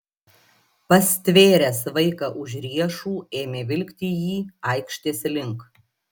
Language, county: Lithuanian, Klaipėda